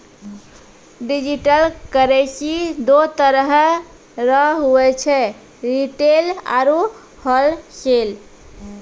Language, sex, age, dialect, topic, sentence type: Maithili, female, 18-24, Angika, banking, statement